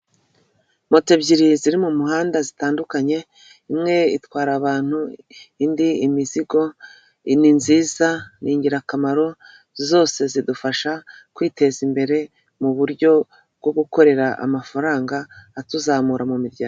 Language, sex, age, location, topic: Kinyarwanda, female, 36-49, Kigali, government